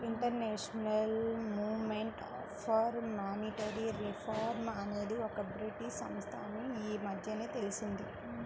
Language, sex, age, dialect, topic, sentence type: Telugu, female, 25-30, Central/Coastal, banking, statement